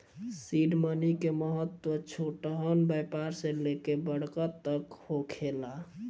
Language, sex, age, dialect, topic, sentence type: Bhojpuri, male, 18-24, Southern / Standard, banking, statement